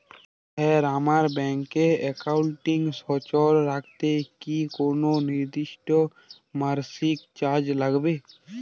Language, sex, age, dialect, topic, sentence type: Bengali, male, 18-24, Jharkhandi, banking, question